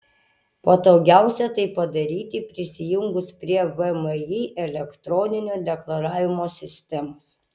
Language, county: Lithuanian, Utena